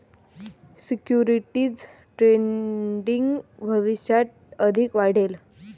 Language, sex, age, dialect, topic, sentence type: Marathi, female, 18-24, Varhadi, banking, statement